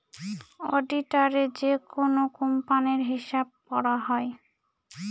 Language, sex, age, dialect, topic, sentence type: Bengali, female, 18-24, Northern/Varendri, banking, statement